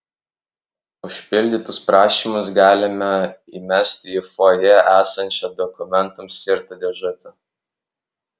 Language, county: Lithuanian, Alytus